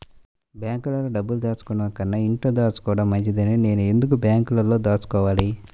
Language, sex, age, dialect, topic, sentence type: Telugu, male, 31-35, Central/Coastal, banking, question